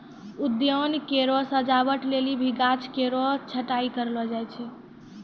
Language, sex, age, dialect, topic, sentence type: Maithili, female, 18-24, Angika, agriculture, statement